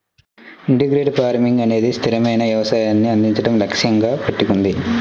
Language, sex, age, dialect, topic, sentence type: Telugu, male, 25-30, Central/Coastal, agriculture, statement